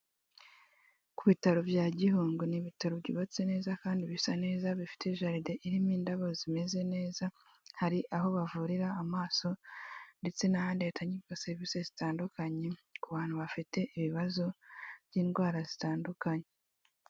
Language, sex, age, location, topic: Kinyarwanda, female, 18-24, Kigali, health